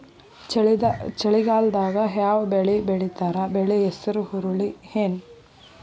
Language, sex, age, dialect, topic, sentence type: Kannada, female, 31-35, Dharwad Kannada, agriculture, question